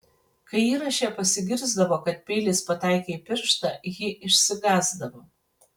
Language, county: Lithuanian, Panevėžys